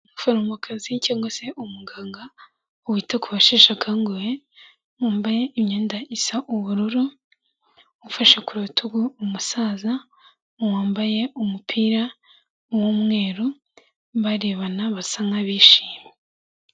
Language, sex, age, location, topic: Kinyarwanda, female, 18-24, Kigali, health